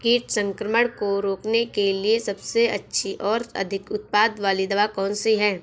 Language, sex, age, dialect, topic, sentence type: Hindi, female, 18-24, Awadhi Bundeli, agriculture, question